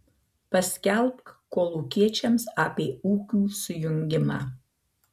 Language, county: Lithuanian, Marijampolė